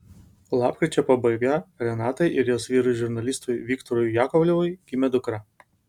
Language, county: Lithuanian, Vilnius